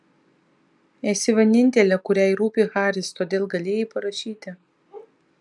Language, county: Lithuanian, Vilnius